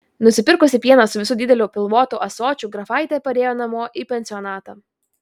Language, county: Lithuanian, Vilnius